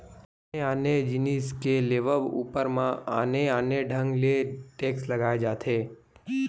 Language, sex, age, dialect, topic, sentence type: Chhattisgarhi, male, 18-24, Western/Budati/Khatahi, banking, statement